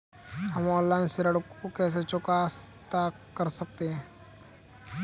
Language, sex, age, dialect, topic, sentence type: Hindi, male, 18-24, Kanauji Braj Bhasha, banking, question